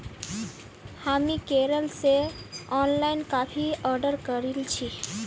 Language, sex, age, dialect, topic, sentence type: Magahi, female, 25-30, Northeastern/Surjapuri, agriculture, statement